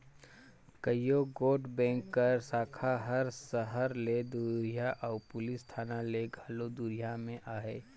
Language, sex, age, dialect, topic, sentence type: Chhattisgarhi, male, 25-30, Northern/Bhandar, banking, statement